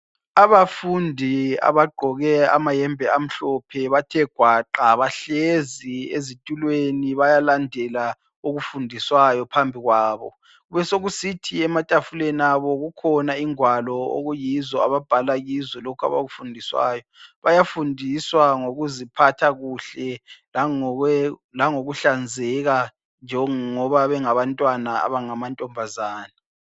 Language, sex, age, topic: North Ndebele, female, 18-24, health